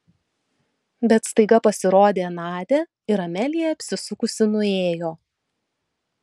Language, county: Lithuanian, Vilnius